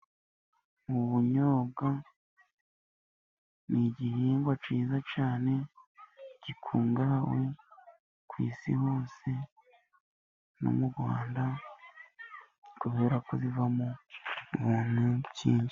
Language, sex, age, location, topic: Kinyarwanda, male, 18-24, Musanze, agriculture